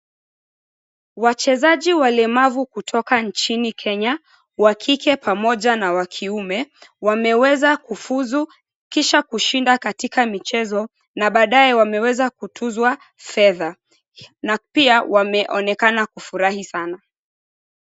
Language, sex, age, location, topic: Swahili, female, 25-35, Mombasa, education